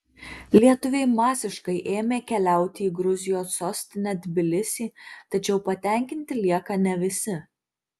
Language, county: Lithuanian, Marijampolė